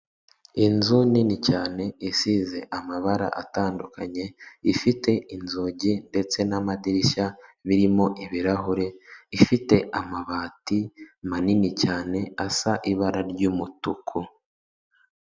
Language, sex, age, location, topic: Kinyarwanda, male, 36-49, Kigali, finance